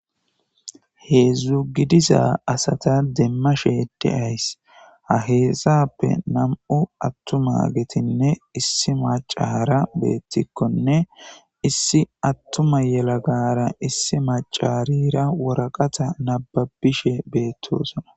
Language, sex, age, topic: Gamo, male, 18-24, government